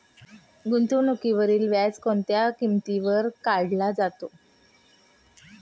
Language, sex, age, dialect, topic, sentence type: Marathi, female, 36-40, Standard Marathi, banking, question